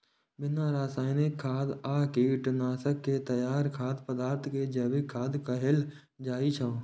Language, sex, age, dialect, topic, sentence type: Maithili, male, 18-24, Eastern / Thethi, agriculture, statement